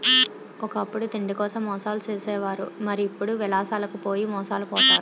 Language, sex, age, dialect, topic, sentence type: Telugu, female, 25-30, Utterandhra, banking, statement